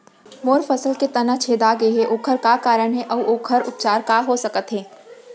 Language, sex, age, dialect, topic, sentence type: Chhattisgarhi, female, 46-50, Central, agriculture, question